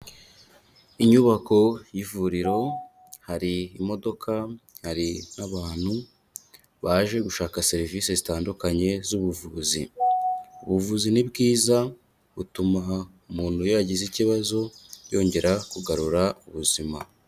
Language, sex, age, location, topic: Kinyarwanda, male, 25-35, Kigali, health